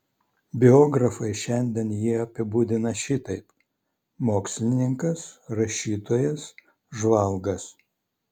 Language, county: Lithuanian, Vilnius